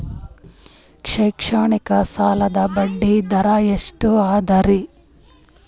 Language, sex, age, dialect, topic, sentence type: Kannada, female, 25-30, Northeastern, banking, statement